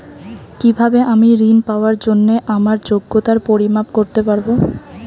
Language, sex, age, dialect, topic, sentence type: Bengali, female, 18-24, Rajbangshi, banking, question